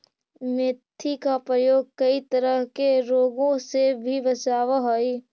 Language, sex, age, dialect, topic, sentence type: Magahi, female, 25-30, Central/Standard, agriculture, statement